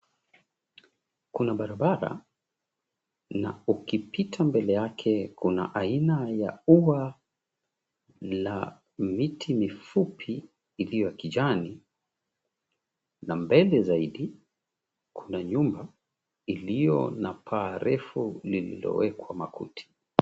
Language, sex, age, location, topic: Swahili, male, 36-49, Mombasa, government